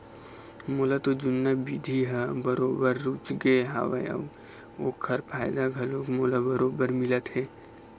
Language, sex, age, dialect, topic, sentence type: Chhattisgarhi, male, 18-24, Eastern, agriculture, statement